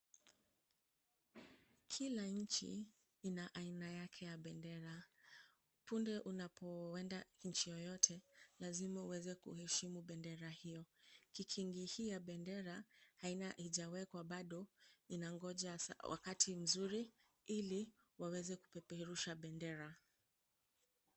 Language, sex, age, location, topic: Swahili, female, 25-35, Kisumu, education